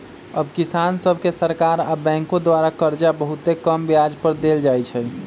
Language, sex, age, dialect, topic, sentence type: Magahi, male, 25-30, Western, agriculture, statement